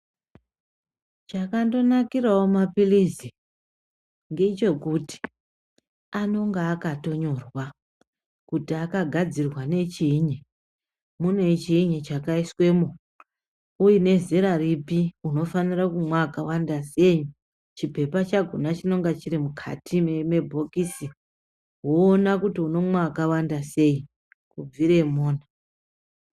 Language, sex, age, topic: Ndau, female, 36-49, health